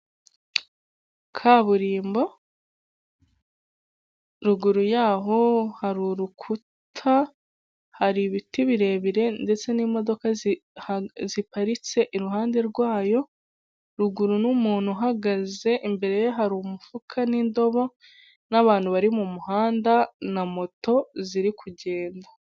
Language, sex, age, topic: Kinyarwanda, female, 18-24, government